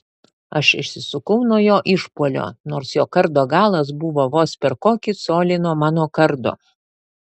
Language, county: Lithuanian, Panevėžys